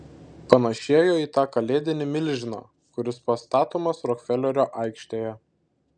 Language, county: Lithuanian, Šiauliai